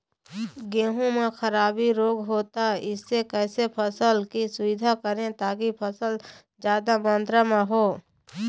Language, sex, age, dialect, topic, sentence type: Chhattisgarhi, female, 60-100, Eastern, agriculture, question